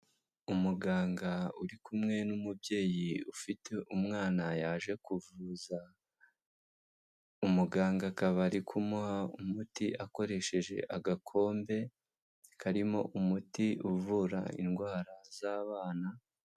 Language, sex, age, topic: Kinyarwanda, male, 18-24, health